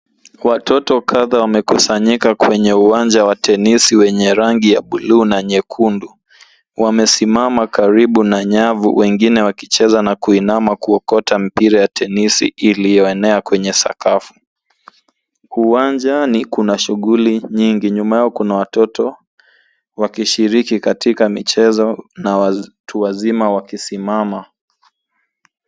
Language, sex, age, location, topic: Swahili, male, 18-24, Nairobi, education